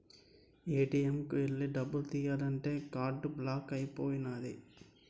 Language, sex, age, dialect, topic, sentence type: Telugu, male, 51-55, Utterandhra, banking, statement